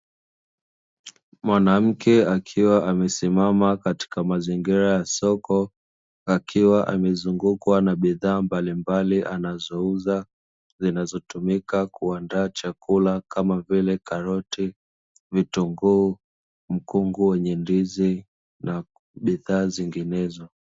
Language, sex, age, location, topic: Swahili, male, 25-35, Dar es Salaam, finance